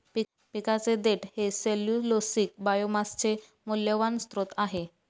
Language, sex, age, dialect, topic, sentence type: Marathi, female, 25-30, Northern Konkan, agriculture, statement